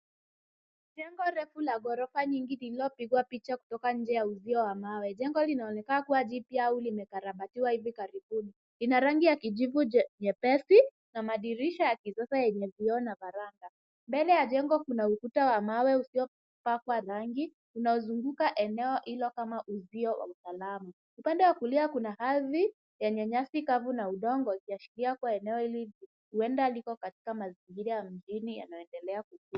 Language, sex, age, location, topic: Swahili, female, 18-24, Nairobi, finance